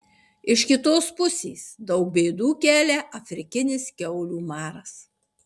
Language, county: Lithuanian, Marijampolė